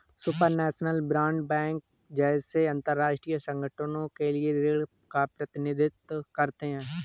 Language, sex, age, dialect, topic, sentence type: Hindi, male, 18-24, Awadhi Bundeli, banking, statement